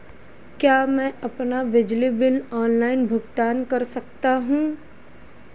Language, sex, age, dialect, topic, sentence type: Hindi, female, 18-24, Marwari Dhudhari, banking, question